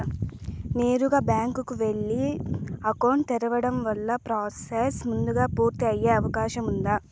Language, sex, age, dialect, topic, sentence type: Telugu, female, 18-24, Southern, banking, question